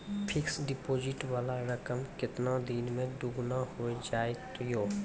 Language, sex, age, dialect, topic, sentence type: Maithili, female, 18-24, Angika, banking, question